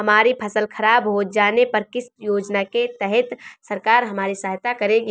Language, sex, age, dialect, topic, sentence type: Hindi, female, 18-24, Kanauji Braj Bhasha, agriculture, question